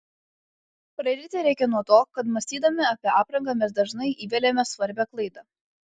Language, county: Lithuanian, Alytus